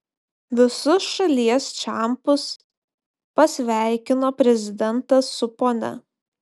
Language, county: Lithuanian, Panevėžys